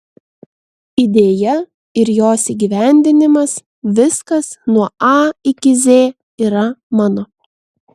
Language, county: Lithuanian, Vilnius